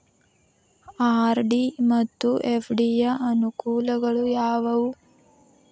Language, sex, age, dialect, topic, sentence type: Kannada, female, 18-24, Dharwad Kannada, banking, statement